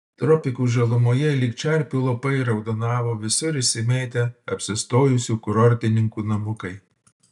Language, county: Lithuanian, Utena